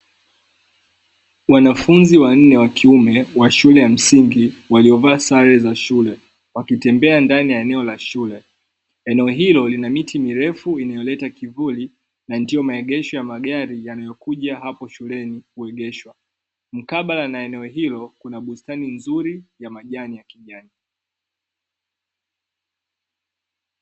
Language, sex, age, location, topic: Swahili, male, 25-35, Dar es Salaam, education